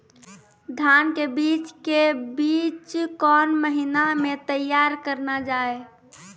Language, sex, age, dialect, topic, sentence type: Maithili, female, 18-24, Angika, agriculture, question